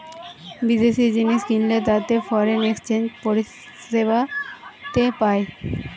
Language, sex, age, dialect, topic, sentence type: Bengali, female, 18-24, Western, banking, statement